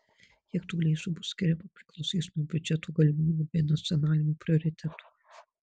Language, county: Lithuanian, Marijampolė